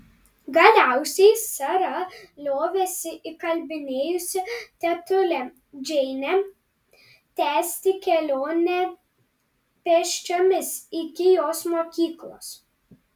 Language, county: Lithuanian, Panevėžys